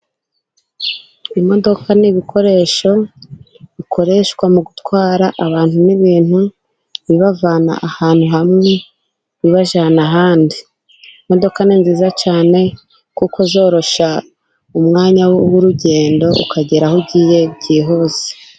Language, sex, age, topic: Kinyarwanda, female, 18-24, government